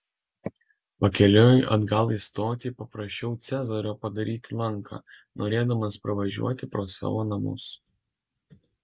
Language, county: Lithuanian, Alytus